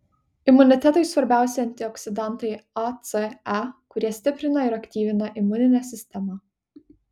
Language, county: Lithuanian, Kaunas